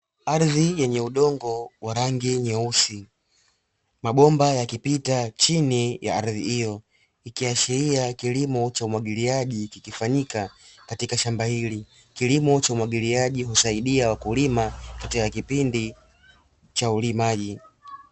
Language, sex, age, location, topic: Swahili, male, 18-24, Dar es Salaam, agriculture